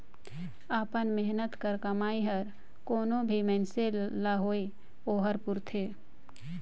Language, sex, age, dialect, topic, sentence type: Chhattisgarhi, female, 60-100, Northern/Bhandar, banking, statement